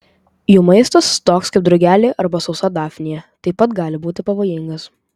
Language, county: Lithuanian, Vilnius